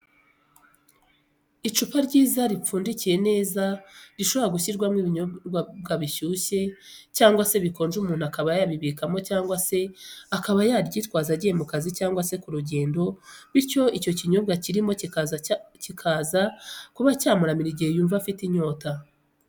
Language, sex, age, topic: Kinyarwanda, female, 25-35, education